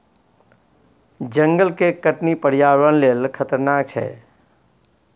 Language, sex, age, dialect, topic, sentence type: Maithili, male, 46-50, Bajjika, agriculture, statement